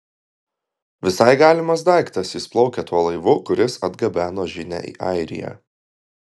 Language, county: Lithuanian, Klaipėda